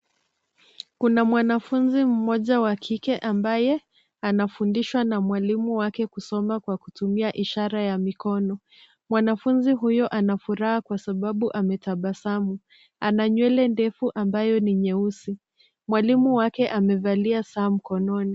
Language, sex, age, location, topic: Swahili, female, 25-35, Nairobi, education